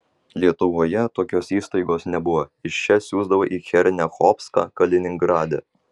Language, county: Lithuanian, Vilnius